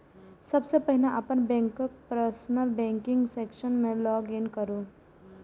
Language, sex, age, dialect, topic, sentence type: Maithili, female, 18-24, Eastern / Thethi, banking, statement